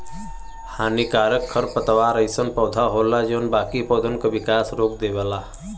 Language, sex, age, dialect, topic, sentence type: Bhojpuri, male, 25-30, Western, agriculture, statement